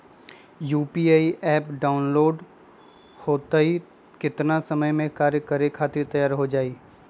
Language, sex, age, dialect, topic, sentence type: Magahi, male, 25-30, Western, banking, question